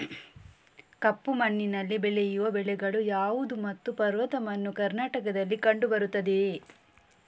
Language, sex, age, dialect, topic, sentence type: Kannada, female, 18-24, Coastal/Dakshin, agriculture, question